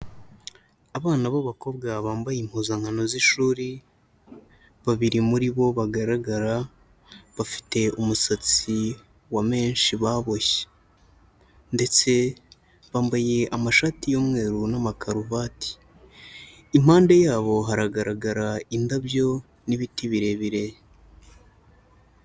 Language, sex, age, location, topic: Kinyarwanda, male, 18-24, Huye, health